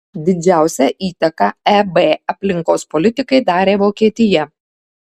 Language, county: Lithuanian, Kaunas